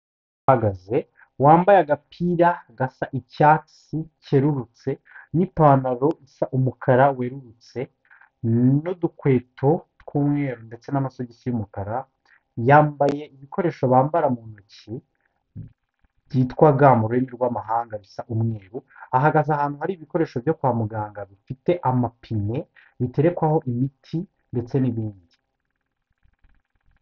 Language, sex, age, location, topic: Kinyarwanda, male, 25-35, Kigali, health